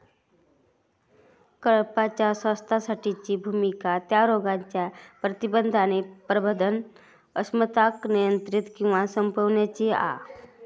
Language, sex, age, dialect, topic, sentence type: Marathi, female, 31-35, Southern Konkan, agriculture, statement